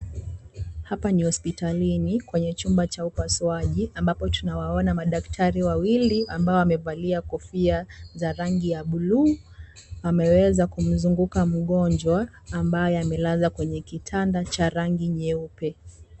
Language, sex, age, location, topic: Swahili, female, 18-24, Kisii, health